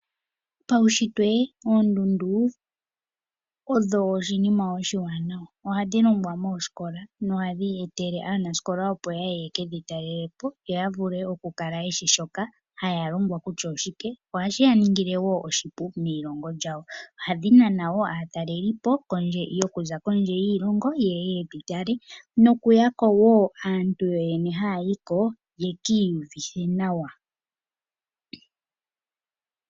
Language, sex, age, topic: Oshiwambo, female, 25-35, agriculture